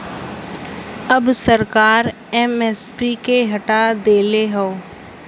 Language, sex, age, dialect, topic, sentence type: Bhojpuri, female, <18, Western, agriculture, statement